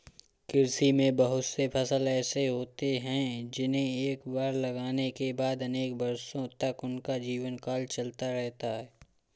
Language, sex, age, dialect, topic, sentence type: Hindi, male, 18-24, Awadhi Bundeli, agriculture, statement